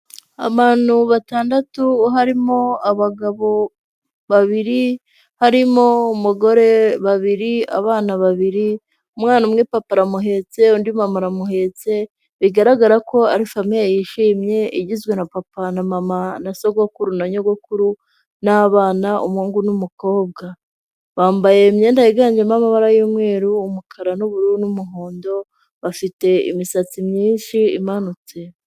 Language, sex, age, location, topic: Kinyarwanda, female, 25-35, Huye, health